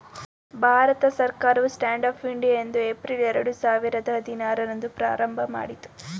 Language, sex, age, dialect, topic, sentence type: Kannada, female, 18-24, Mysore Kannada, banking, statement